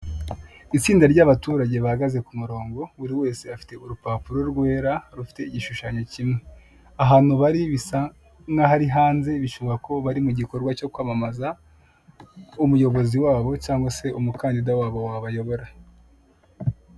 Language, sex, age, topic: Kinyarwanda, male, 25-35, government